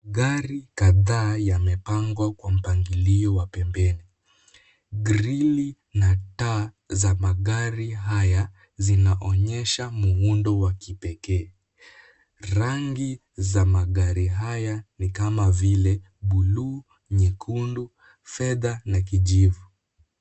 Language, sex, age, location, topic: Swahili, male, 18-24, Kisumu, finance